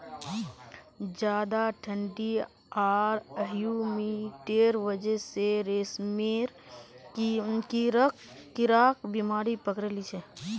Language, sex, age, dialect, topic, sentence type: Magahi, female, 18-24, Northeastern/Surjapuri, agriculture, statement